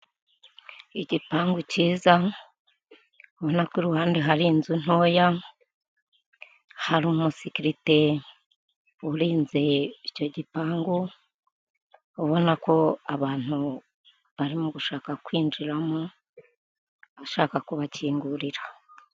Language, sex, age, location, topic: Kinyarwanda, female, 50+, Kigali, government